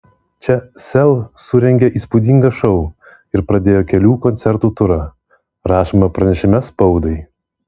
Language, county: Lithuanian, Vilnius